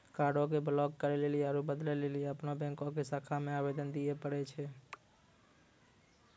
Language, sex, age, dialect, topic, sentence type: Maithili, male, 25-30, Angika, banking, statement